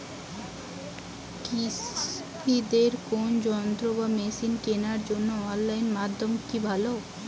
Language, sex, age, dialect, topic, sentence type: Bengali, female, 18-24, Western, agriculture, question